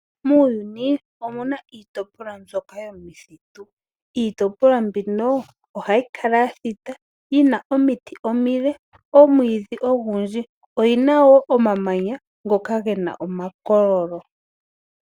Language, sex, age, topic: Oshiwambo, female, 18-24, agriculture